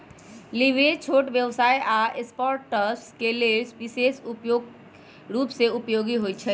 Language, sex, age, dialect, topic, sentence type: Magahi, male, 25-30, Western, banking, statement